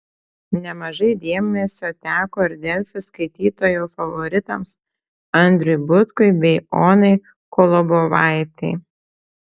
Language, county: Lithuanian, Telšiai